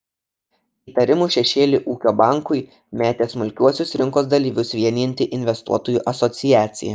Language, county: Lithuanian, Šiauliai